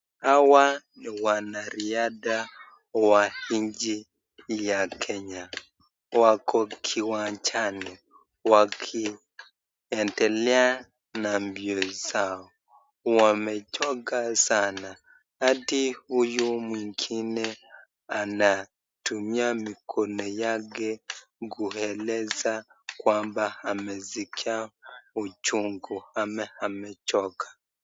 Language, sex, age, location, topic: Swahili, male, 25-35, Nakuru, education